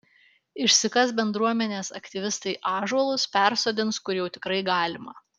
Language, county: Lithuanian, Alytus